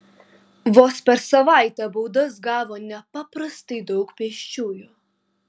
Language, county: Lithuanian, Kaunas